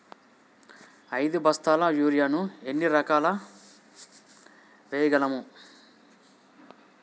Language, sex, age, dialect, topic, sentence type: Telugu, male, 41-45, Telangana, agriculture, question